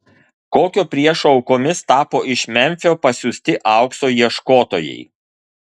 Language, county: Lithuanian, Kaunas